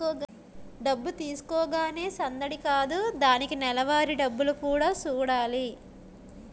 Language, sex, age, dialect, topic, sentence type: Telugu, female, 18-24, Utterandhra, banking, statement